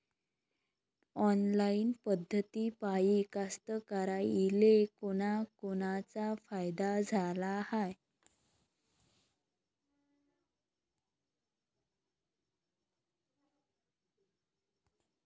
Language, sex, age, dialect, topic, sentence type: Marathi, female, 25-30, Varhadi, agriculture, question